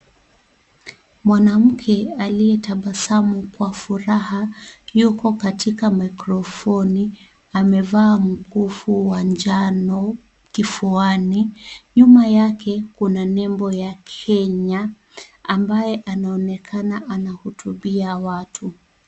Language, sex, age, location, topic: Swahili, female, 25-35, Kisii, government